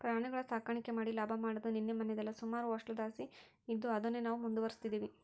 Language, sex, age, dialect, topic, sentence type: Kannada, female, 60-100, Central, agriculture, statement